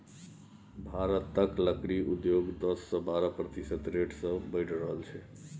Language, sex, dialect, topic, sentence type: Maithili, male, Bajjika, agriculture, statement